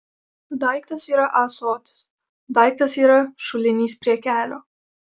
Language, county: Lithuanian, Alytus